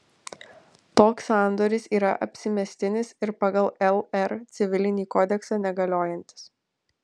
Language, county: Lithuanian, Alytus